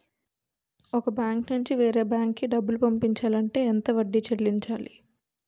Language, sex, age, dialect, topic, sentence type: Telugu, female, 18-24, Utterandhra, banking, question